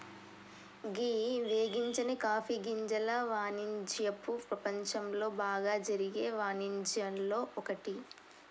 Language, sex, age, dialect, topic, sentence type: Telugu, female, 18-24, Telangana, agriculture, statement